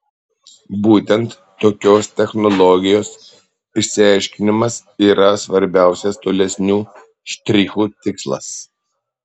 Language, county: Lithuanian, Panevėžys